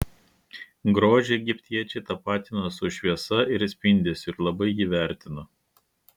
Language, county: Lithuanian, Klaipėda